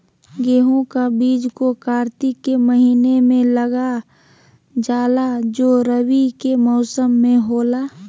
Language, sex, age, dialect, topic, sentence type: Magahi, male, 31-35, Southern, agriculture, question